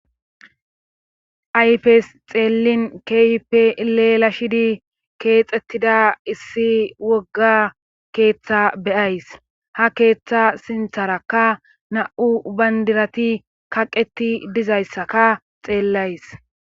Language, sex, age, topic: Gamo, female, 25-35, government